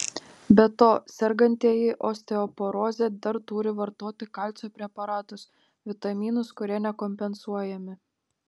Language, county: Lithuanian, Panevėžys